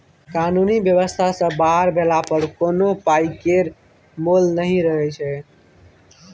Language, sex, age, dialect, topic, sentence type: Maithili, male, 25-30, Bajjika, banking, statement